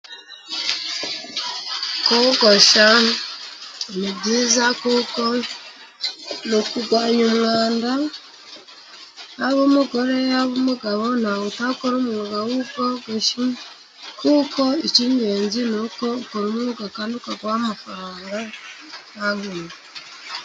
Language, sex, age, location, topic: Kinyarwanda, female, 25-35, Musanze, education